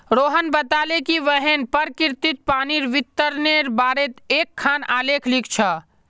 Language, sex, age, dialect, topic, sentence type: Magahi, male, 41-45, Northeastern/Surjapuri, agriculture, statement